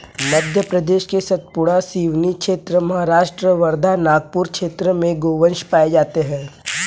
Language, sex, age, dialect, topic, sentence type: Hindi, male, 18-24, Kanauji Braj Bhasha, agriculture, statement